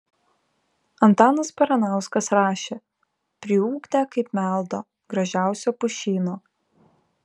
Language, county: Lithuanian, Kaunas